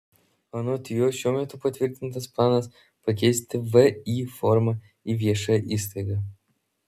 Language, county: Lithuanian, Vilnius